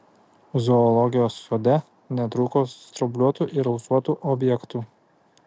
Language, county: Lithuanian, Kaunas